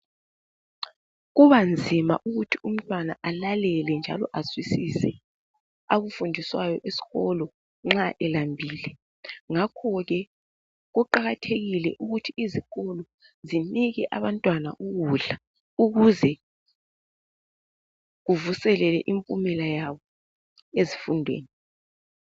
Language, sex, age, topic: North Ndebele, female, 25-35, education